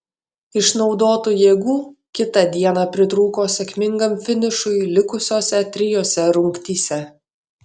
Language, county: Lithuanian, Klaipėda